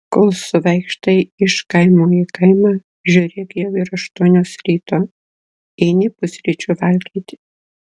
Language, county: Lithuanian, Klaipėda